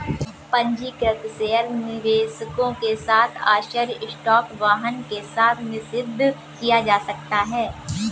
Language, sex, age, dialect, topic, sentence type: Hindi, female, 18-24, Kanauji Braj Bhasha, banking, statement